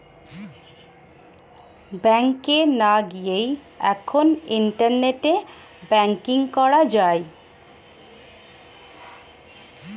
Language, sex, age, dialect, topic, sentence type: Bengali, female, 25-30, Standard Colloquial, banking, statement